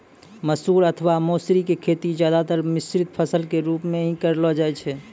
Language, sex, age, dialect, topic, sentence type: Maithili, male, 25-30, Angika, agriculture, statement